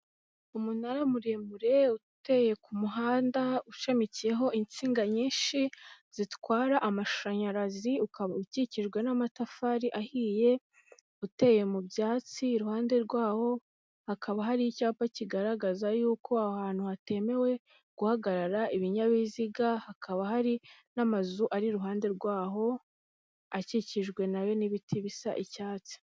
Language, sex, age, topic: Kinyarwanda, female, 18-24, government